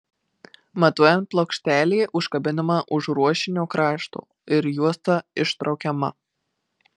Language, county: Lithuanian, Marijampolė